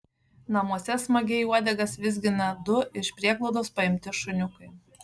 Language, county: Lithuanian, Šiauliai